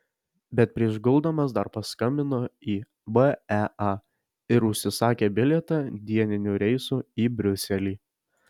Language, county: Lithuanian, Alytus